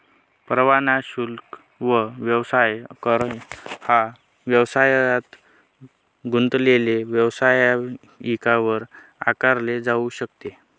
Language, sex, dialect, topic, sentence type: Marathi, male, Northern Konkan, banking, statement